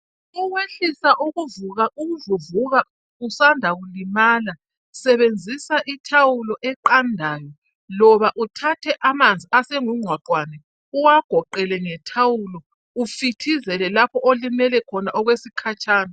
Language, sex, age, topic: North Ndebele, female, 50+, health